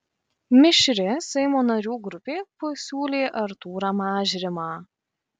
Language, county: Lithuanian, Kaunas